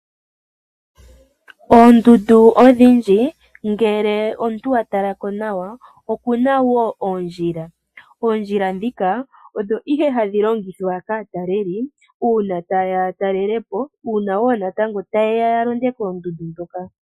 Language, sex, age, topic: Oshiwambo, female, 25-35, agriculture